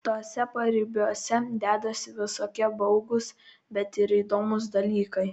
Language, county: Lithuanian, Kaunas